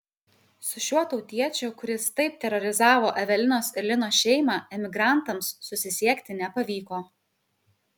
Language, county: Lithuanian, Kaunas